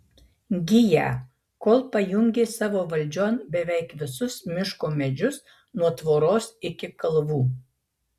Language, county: Lithuanian, Marijampolė